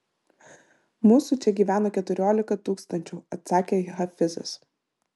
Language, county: Lithuanian, Vilnius